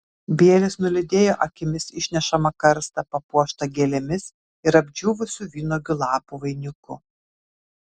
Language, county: Lithuanian, Kaunas